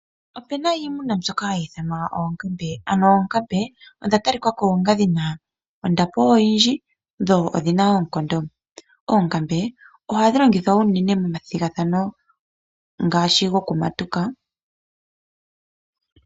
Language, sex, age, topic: Oshiwambo, female, 25-35, agriculture